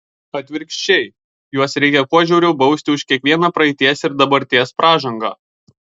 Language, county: Lithuanian, Kaunas